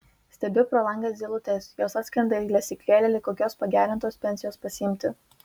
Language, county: Lithuanian, Vilnius